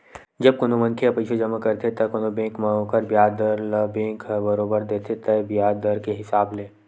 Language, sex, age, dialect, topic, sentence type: Chhattisgarhi, male, 18-24, Western/Budati/Khatahi, banking, statement